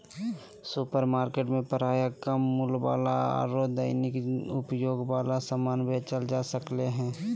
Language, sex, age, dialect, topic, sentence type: Magahi, male, 18-24, Southern, agriculture, statement